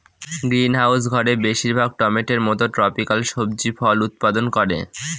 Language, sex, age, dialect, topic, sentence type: Bengali, male, 18-24, Northern/Varendri, agriculture, statement